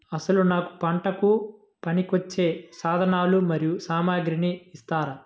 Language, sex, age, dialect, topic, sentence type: Telugu, male, 18-24, Central/Coastal, agriculture, question